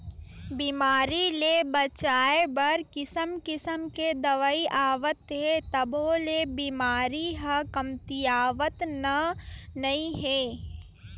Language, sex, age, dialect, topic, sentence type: Chhattisgarhi, female, 18-24, Western/Budati/Khatahi, agriculture, statement